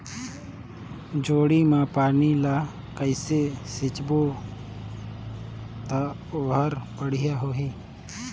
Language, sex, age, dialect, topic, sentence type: Chhattisgarhi, male, 18-24, Northern/Bhandar, agriculture, question